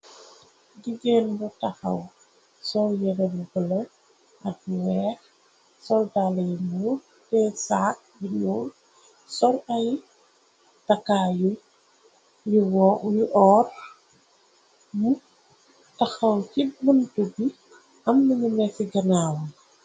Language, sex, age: Wolof, female, 25-35